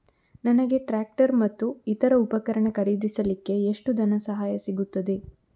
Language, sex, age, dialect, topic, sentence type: Kannada, female, 18-24, Coastal/Dakshin, agriculture, question